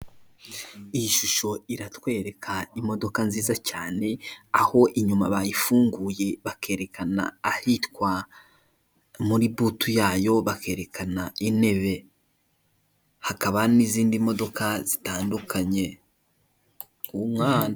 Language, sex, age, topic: Kinyarwanda, male, 18-24, finance